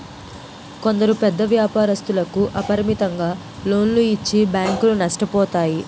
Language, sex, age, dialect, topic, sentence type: Telugu, female, 18-24, Utterandhra, banking, statement